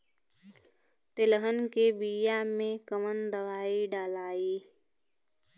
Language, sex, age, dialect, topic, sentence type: Bhojpuri, female, 25-30, Western, agriculture, question